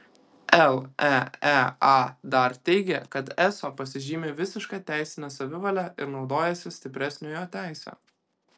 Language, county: Lithuanian, Kaunas